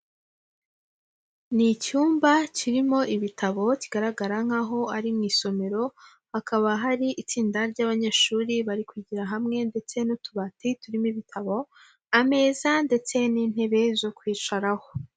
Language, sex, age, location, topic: Kinyarwanda, female, 18-24, Huye, education